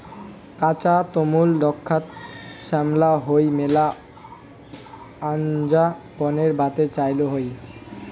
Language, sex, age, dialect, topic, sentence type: Bengali, male, 18-24, Rajbangshi, agriculture, statement